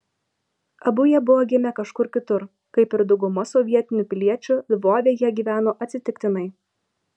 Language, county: Lithuanian, Vilnius